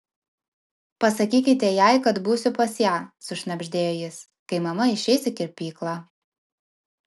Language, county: Lithuanian, Vilnius